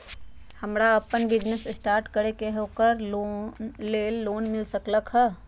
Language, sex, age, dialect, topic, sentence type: Magahi, female, 31-35, Western, banking, question